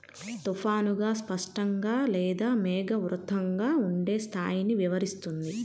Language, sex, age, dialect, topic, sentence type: Telugu, female, 25-30, Central/Coastal, agriculture, statement